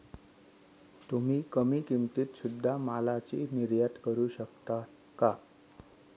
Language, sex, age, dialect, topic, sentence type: Marathi, male, 36-40, Northern Konkan, banking, statement